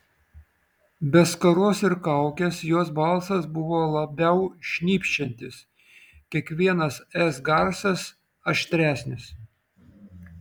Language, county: Lithuanian, Vilnius